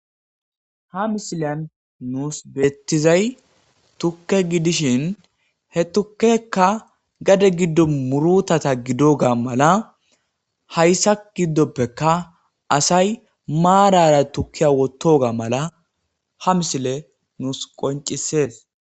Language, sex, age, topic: Gamo, male, 18-24, agriculture